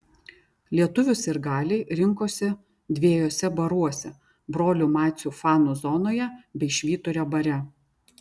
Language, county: Lithuanian, Vilnius